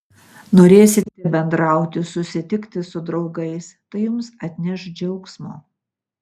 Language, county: Lithuanian, Utena